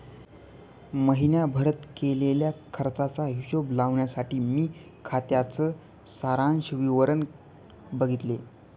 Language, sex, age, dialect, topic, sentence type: Marathi, male, 18-24, Northern Konkan, banking, statement